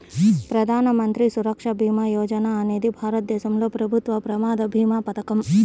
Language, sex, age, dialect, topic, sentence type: Telugu, male, 36-40, Central/Coastal, banking, statement